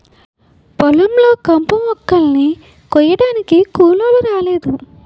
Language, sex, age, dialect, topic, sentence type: Telugu, female, 18-24, Utterandhra, agriculture, statement